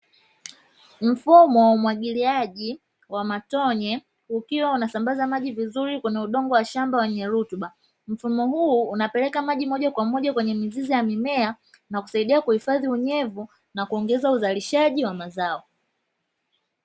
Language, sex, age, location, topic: Swahili, female, 25-35, Dar es Salaam, agriculture